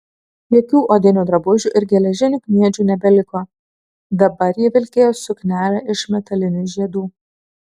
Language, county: Lithuanian, Kaunas